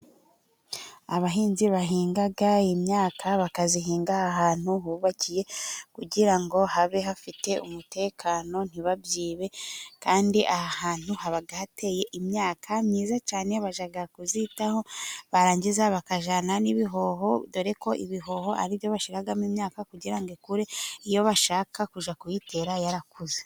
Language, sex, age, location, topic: Kinyarwanda, female, 25-35, Musanze, agriculture